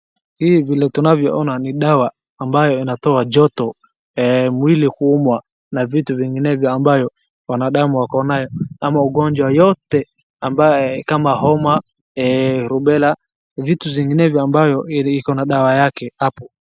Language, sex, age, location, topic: Swahili, male, 18-24, Wajir, health